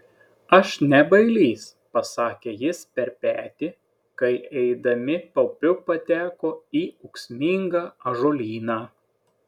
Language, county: Lithuanian, Klaipėda